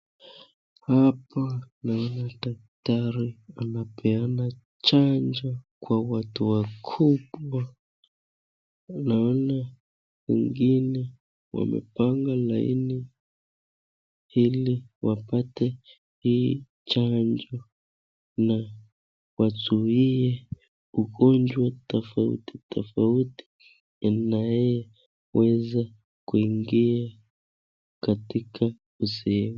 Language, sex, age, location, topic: Swahili, male, 25-35, Nakuru, health